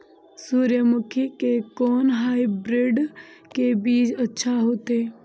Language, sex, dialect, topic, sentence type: Maithili, female, Eastern / Thethi, agriculture, question